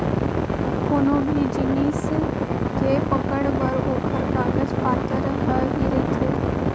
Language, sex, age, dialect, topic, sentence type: Chhattisgarhi, female, 18-24, Central, banking, statement